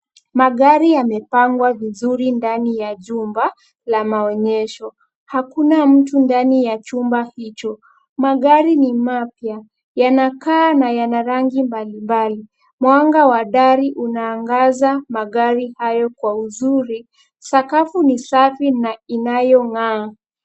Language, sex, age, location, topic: Swahili, female, 25-35, Kisumu, finance